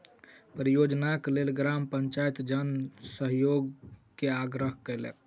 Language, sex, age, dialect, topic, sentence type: Maithili, male, 18-24, Southern/Standard, banking, statement